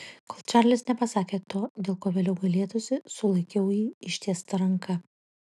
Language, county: Lithuanian, Kaunas